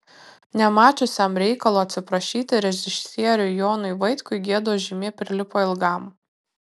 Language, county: Lithuanian, Kaunas